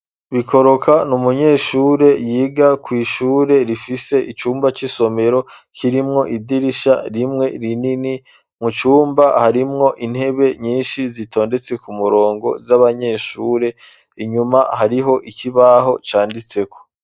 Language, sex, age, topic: Rundi, male, 25-35, education